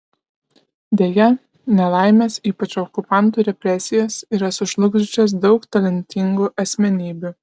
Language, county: Lithuanian, Kaunas